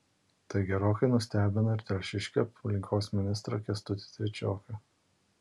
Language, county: Lithuanian, Alytus